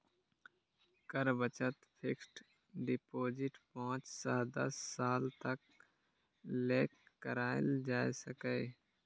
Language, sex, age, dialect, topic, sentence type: Maithili, male, 18-24, Eastern / Thethi, banking, statement